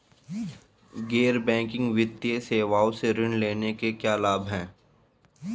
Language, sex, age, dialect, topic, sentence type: Hindi, male, 31-35, Marwari Dhudhari, banking, question